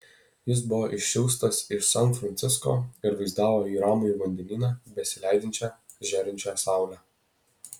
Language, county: Lithuanian, Alytus